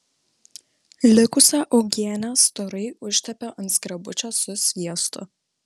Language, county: Lithuanian, Vilnius